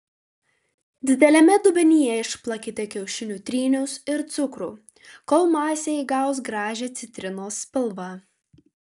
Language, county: Lithuanian, Vilnius